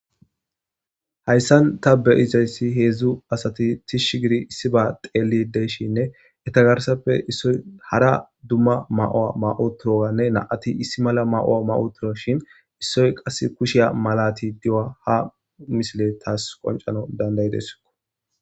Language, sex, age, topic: Gamo, male, 18-24, government